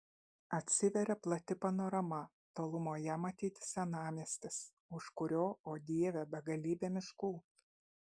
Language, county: Lithuanian, Šiauliai